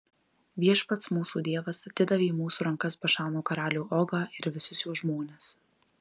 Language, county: Lithuanian, Marijampolė